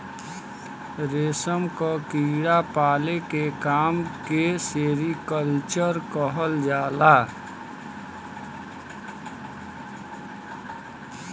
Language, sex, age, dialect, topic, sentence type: Bhojpuri, male, 31-35, Western, agriculture, statement